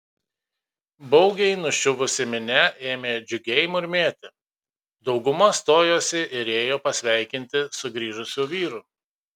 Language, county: Lithuanian, Kaunas